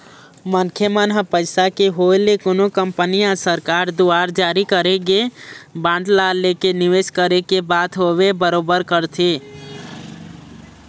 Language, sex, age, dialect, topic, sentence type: Chhattisgarhi, male, 18-24, Eastern, banking, statement